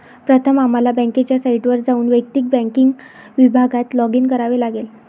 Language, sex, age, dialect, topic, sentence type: Marathi, female, 25-30, Varhadi, banking, statement